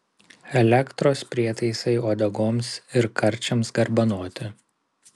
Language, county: Lithuanian, Vilnius